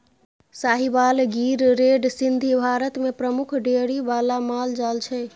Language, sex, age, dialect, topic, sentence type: Maithili, female, 18-24, Bajjika, agriculture, statement